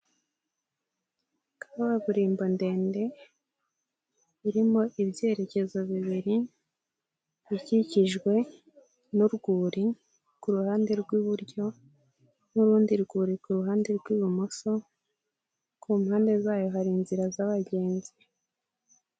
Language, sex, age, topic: Kinyarwanda, female, 18-24, government